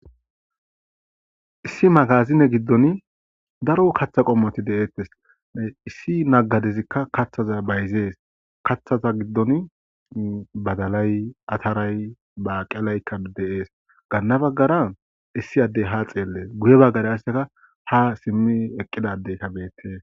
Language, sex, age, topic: Gamo, male, 25-35, agriculture